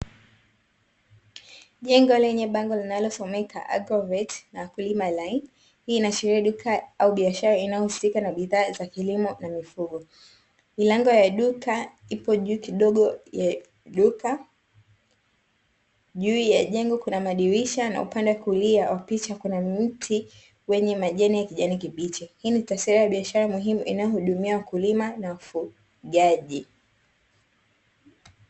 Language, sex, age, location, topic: Swahili, female, 18-24, Dar es Salaam, agriculture